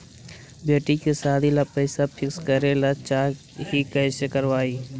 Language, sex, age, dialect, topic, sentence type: Magahi, male, 60-100, Central/Standard, banking, question